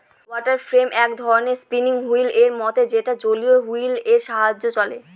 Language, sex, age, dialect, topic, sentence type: Bengali, female, 31-35, Northern/Varendri, agriculture, statement